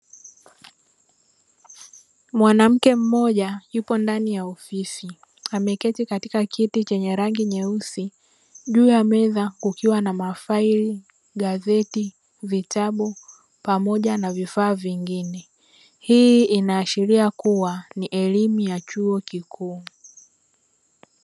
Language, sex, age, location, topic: Swahili, female, 25-35, Dar es Salaam, education